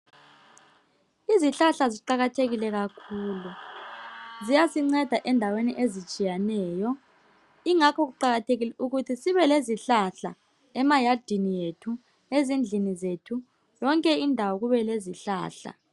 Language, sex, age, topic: North Ndebele, male, 25-35, health